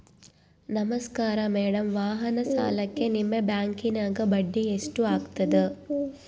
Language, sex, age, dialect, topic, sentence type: Kannada, female, 18-24, Central, banking, question